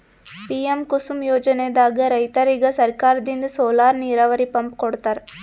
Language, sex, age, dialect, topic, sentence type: Kannada, female, 18-24, Northeastern, agriculture, statement